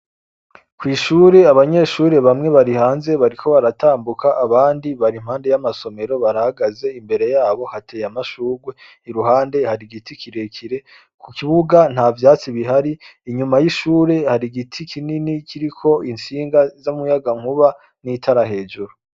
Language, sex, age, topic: Rundi, male, 25-35, education